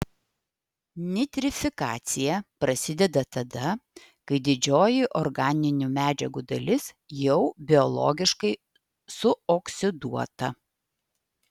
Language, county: Lithuanian, Vilnius